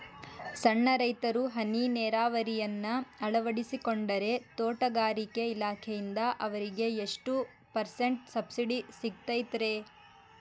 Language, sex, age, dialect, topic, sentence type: Kannada, female, 18-24, Dharwad Kannada, agriculture, question